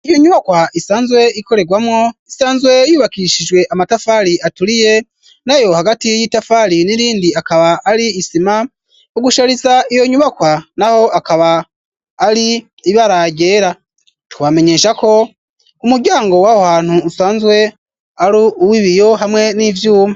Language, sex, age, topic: Rundi, male, 25-35, education